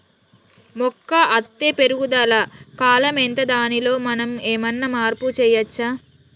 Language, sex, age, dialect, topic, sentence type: Telugu, female, 36-40, Telangana, agriculture, question